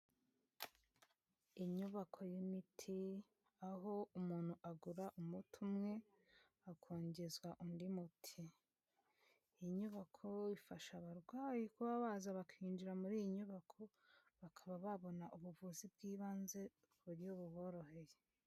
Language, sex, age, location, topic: Kinyarwanda, female, 25-35, Kigali, health